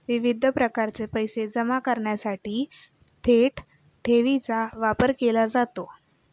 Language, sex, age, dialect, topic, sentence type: Marathi, female, 18-24, Standard Marathi, banking, statement